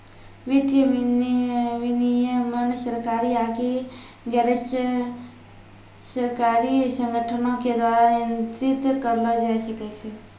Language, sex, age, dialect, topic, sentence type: Maithili, female, 18-24, Angika, banking, statement